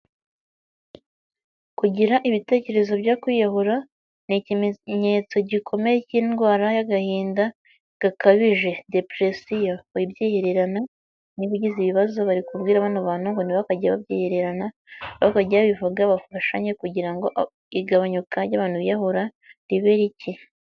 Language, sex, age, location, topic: Kinyarwanda, female, 25-35, Nyagatare, health